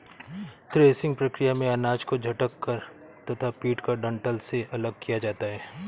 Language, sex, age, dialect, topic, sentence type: Hindi, male, 31-35, Awadhi Bundeli, agriculture, statement